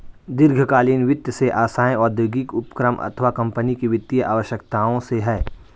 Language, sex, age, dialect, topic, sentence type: Hindi, male, 46-50, Hindustani Malvi Khadi Boli, banking, statement